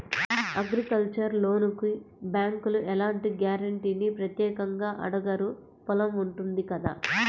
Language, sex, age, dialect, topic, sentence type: Telugu, female, 46-50, Central/Coastal, banking, statement